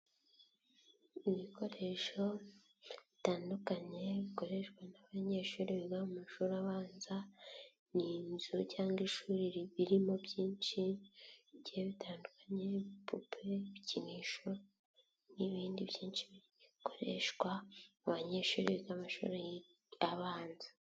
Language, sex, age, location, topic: Kinyarwanda, female, 18-24, Nyagatare, education